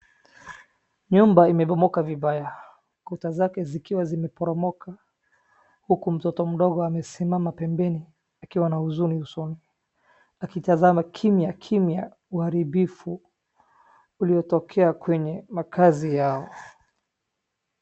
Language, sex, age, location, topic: Swahili, male, 18-24, Wajir, health